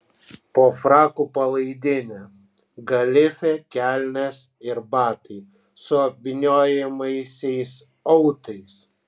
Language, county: Lithuanian, Kaunas